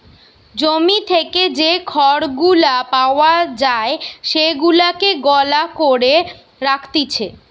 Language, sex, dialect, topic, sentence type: Bengali, female, Western, agriculture, statement